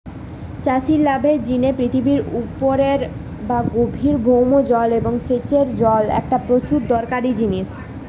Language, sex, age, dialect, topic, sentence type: Bengali, female, 31-35, Western, agriculture, statement